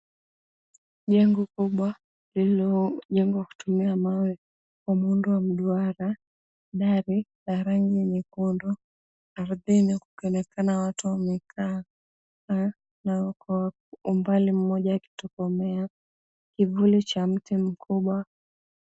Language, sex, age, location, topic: Swahili, female, 18-24, Mombasa, government